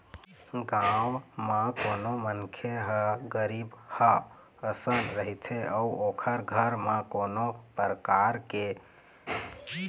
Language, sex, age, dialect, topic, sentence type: Chhattisgarhi, male, 25-30, Eastern, banking, statement